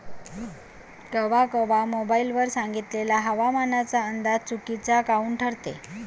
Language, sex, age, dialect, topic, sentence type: Marathi, female, 31-35, Varhadi, agriculture, question